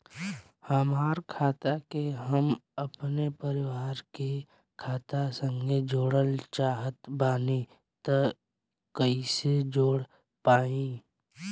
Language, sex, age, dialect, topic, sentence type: Bhojpuri, male, 18-24, Southern / Standard, banking, question